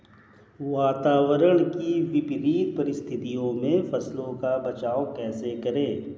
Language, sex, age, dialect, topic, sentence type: Hindi, male, 36-40, Hindustani Malvi Khadi Boli, agriculture, question